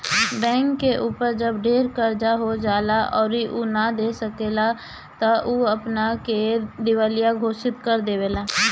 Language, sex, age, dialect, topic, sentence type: Bhojpuri, female, 18-24, Northern, banking, statement